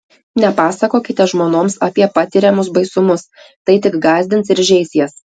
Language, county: Lithuanian, Telšiai